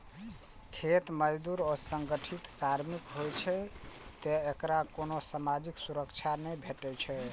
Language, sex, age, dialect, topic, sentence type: Maithili, male, 25-30, Eastern / Thethi, agriculture, statement